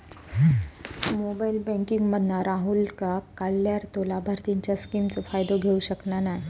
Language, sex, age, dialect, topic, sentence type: Marathi, female, 31-35, Southern Konkan, banking, statement